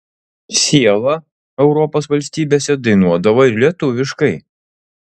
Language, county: Lithuanian, Utena